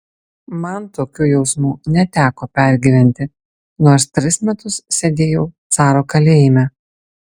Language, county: Lithuanian, Alytus